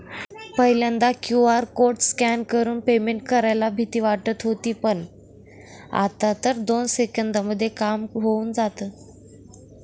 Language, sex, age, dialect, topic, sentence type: Marathi, female, 18-24, Northern Konkan, banking, statement